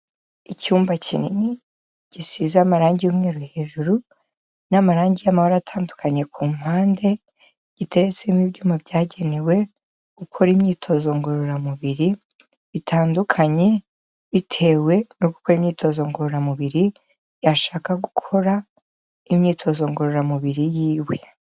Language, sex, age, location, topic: Kinyarwanda, female, 25-35, Kigali, health